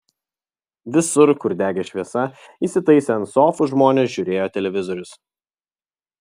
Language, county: Lithuanian, Vilnius